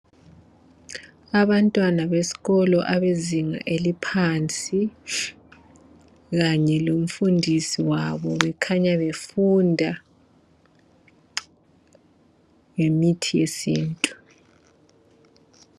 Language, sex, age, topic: North Ndebele, male, 25-35, education